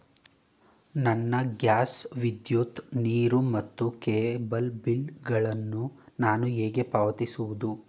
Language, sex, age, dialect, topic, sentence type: Kannada, male, 18-24, Mysore Kannada, banking, question